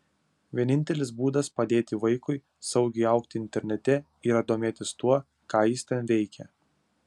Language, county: Lithuanian, Utena